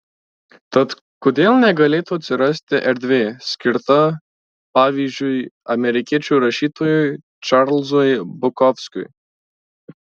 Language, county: Lithuanian, Marijampolė